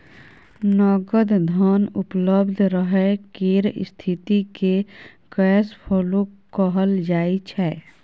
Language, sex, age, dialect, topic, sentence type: Maithili, female, 18-24, Bajjika, banking, statement